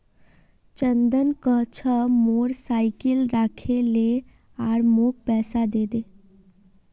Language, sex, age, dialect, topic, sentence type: Magahi, female, 18-24, Northeastern/Surjapuri, banking, statement